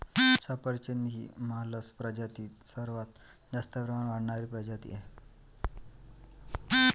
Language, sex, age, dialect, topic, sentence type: Marathi, male, 25-30, Varhadi, agriculture, statement